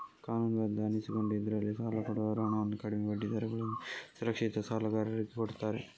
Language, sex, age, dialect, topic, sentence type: Kannada, male, 31-35, Coastal/Dakshin, banking, statement